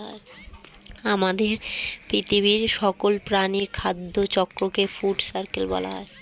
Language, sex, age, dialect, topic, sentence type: Bengali, female, 36-40, Standard Colloquial, agriculture, statement